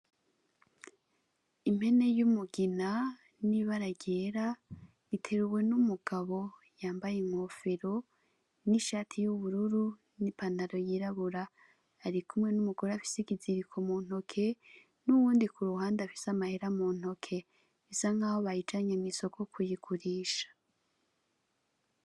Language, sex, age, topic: Rundi, female, 25-35, agriculture